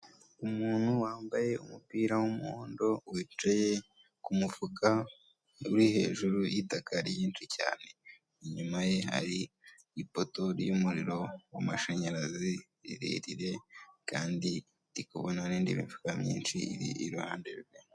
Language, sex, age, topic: Kinyarwanda, male, 18-24, government